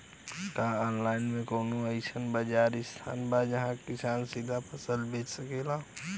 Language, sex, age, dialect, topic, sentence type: Bhojpuri, male, 18-24, Western, agriculture, statement